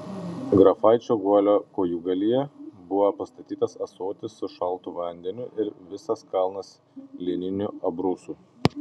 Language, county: Lithuanian, Panevėžys